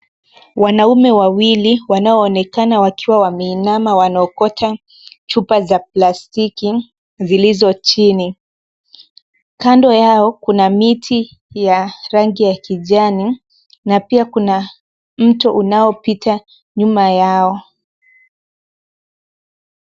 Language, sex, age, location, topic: Swahili, female, 18-24, Nairobi, government